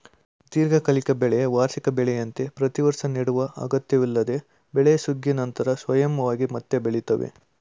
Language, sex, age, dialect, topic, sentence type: Kannada, male, 18-24, Mysore Kannada, agriculture, statement